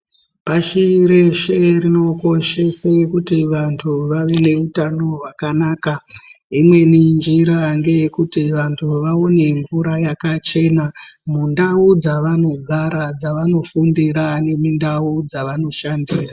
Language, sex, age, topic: Ndau, female, 36-49, health